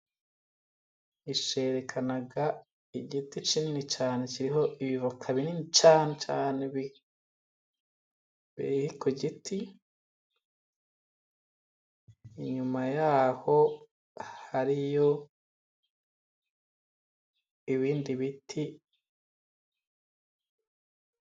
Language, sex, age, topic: Kinyarwanda, male, 25-35, agriculture